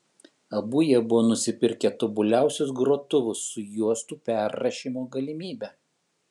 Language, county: Lithuanian, Kaunas